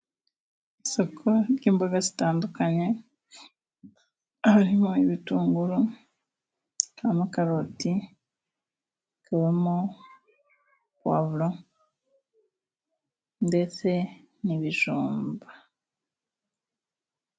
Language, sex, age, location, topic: Kinyarwanda, female, 25-35, Musanze, agriculture